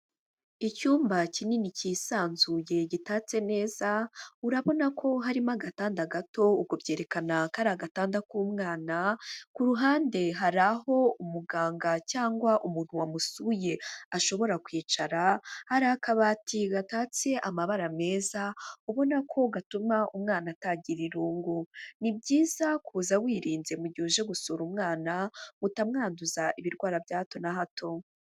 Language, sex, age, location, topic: Kinyarwanda, female, 25-35, Huye, health